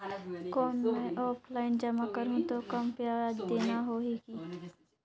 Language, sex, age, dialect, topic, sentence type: Chhattisgarhi, female, 25-30, Northern/Bhandar, banking, question